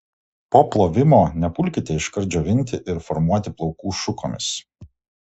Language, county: Lithuanian, Kaunas